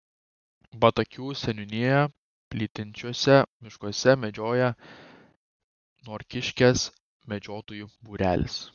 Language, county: Lithuanian, Kaunas